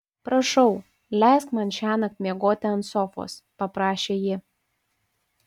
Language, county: Lithuanian, Panevėžys